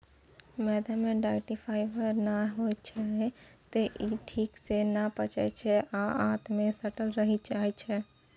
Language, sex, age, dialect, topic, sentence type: Maithili, female, 41-45, Eastern / Thethi, agriculture, statement